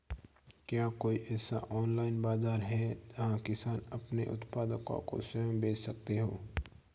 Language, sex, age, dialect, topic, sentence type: Hindi, male, 46-50, Marwari Dhudhari, agriculture, statement